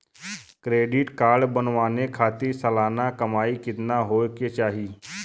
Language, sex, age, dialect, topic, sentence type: Bhojpuri, male, 31-35, Western, banking, question